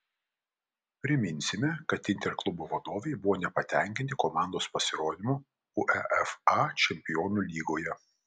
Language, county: Lithuanian, Vilnius